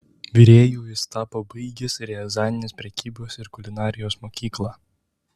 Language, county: Lithuanian, Tauragė